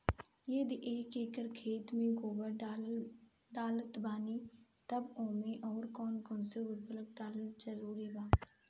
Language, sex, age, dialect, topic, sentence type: Bhojpuri, female, 31-35, Southern / Standard, agriculture, question